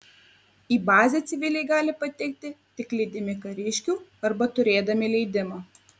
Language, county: Lithuanian, Kaunas